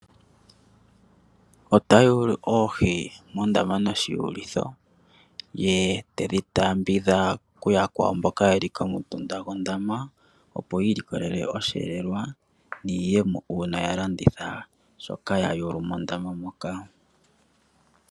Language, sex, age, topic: Oshiwambo, male, 25-35, agriculture